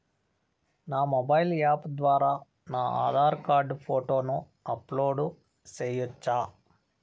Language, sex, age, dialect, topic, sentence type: Telugu, male, 41-45, Southern, banking, question